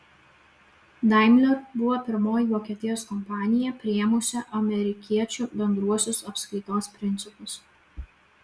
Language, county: Lithuanian, Vilnius